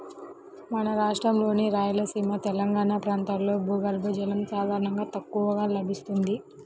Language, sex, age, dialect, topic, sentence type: Telugu, female, 18-24, Central/Coastal, agriculture, statement